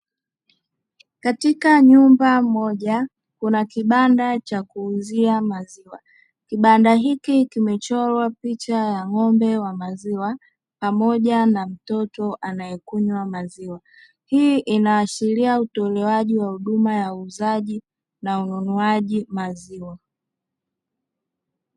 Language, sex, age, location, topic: Swahili, male, 36-49, Dar es Salaam, finance